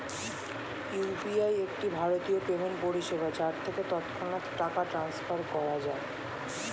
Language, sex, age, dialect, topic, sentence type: Bengali, male, 18-24, Standard Colloquial, banking, statement